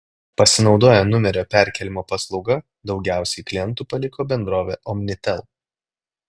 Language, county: Lithuanian, Klaipėda